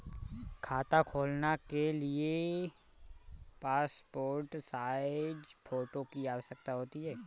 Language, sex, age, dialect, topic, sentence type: Hindi, male, 25-30, Awadhi Bundeli, banking, question